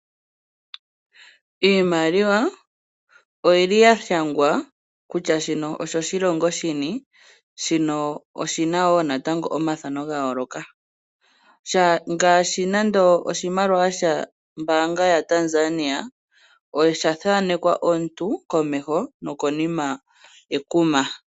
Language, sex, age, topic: Oshiwambo, female, 25-35, finance